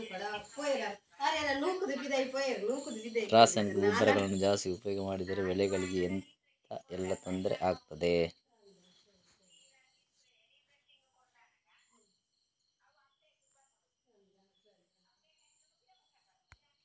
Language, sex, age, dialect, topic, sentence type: Kannada, male, 36-40, Coastal/Dakshin, agriculture, question